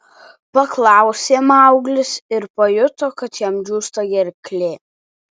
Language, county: Lithuanian, Alytus